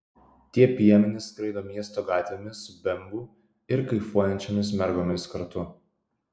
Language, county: Lithuanian, Kaunas